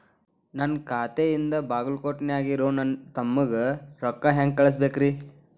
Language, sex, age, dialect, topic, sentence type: Kannada, male, 18-24, Dharwad Kannada, banking, question